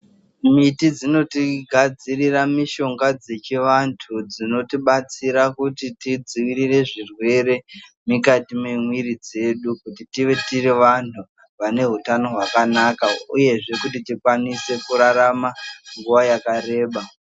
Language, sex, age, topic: Ndau, male, 18-24, health